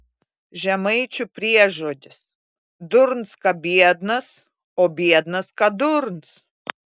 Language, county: Lithuanian, Klaipėda